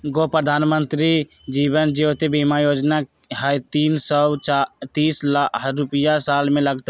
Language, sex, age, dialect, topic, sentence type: Magahi, male, 25-30, Western, banking, question